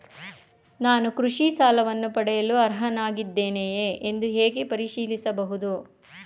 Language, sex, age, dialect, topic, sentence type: Kannada, female, 41-45, Mysore Kannada, banking, question